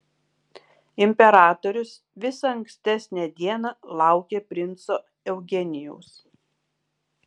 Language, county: Lithuanian, Kaunas